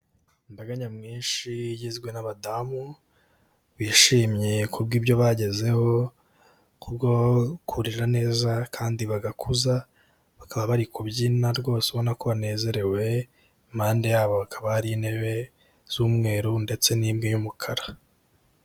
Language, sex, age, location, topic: Kinyarwanda, male, 18-24, Kigali, health